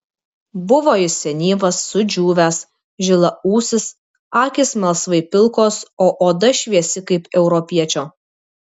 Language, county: Lithuanian, Kaunas